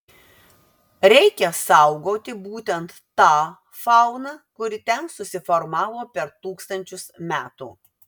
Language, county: Lithuanian, Vilnius